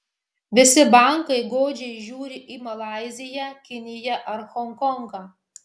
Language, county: Lithuanian, Marijampolė